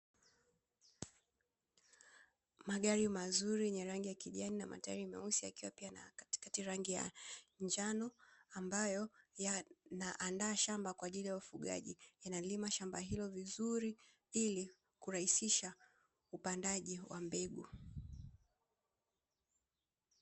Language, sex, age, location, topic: Swahili, female, 18-24, Dar es Salaam, agriculture